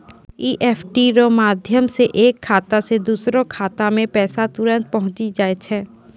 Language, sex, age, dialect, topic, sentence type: Maithili, female, 18-24, Angika, banking, statement